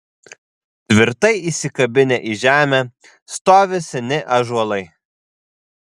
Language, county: Lithuanian, Vilnius